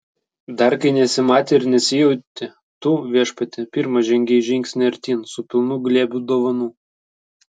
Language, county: Lithuanian, Vilnius